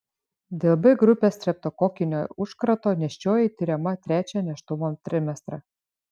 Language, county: Lithuanian, Šiauliai